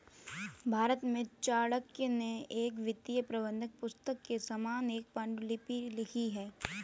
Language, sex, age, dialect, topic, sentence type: Hindi, female, 18-24, Kanauji Braj Bhasha, banking, statement